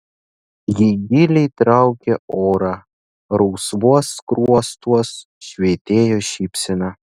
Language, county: Lithuanian, Šiauliai